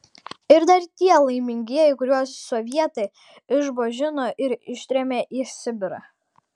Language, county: Lithuanian, Kaunas